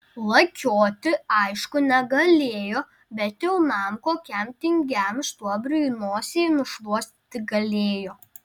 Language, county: Lithuanian, Alytus